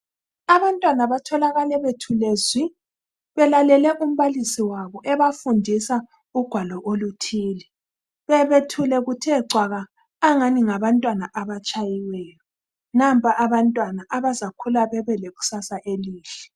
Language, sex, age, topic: North Ndebele, female, 25-35, education